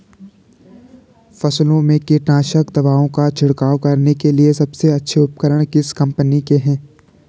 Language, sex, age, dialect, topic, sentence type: Hindi, male, 18-24, Garhwali, agriculture, question